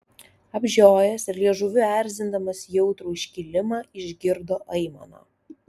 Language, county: Lithuanian, Alytus